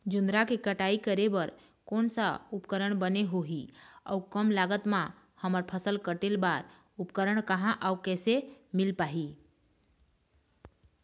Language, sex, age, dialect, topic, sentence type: Chhattisgarhi, female, 25-30, Eastern, agriculture, question